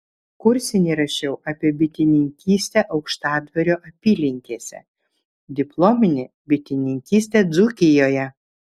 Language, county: Lithuanian, Vilnius